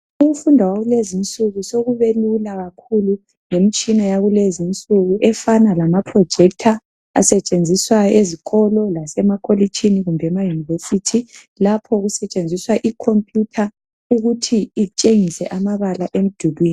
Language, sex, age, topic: North Ndebele, male, 25-35, education